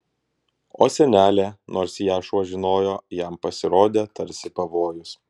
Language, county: Lithuanian, Kaunas